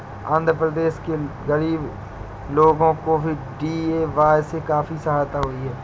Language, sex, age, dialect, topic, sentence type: Hindi, male, 60-100, Awadhi Bundeli, banking, statement